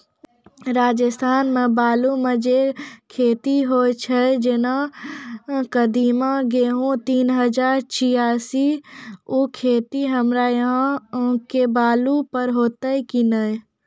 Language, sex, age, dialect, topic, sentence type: Maithili, female, 51-55, Angika, agriculture, question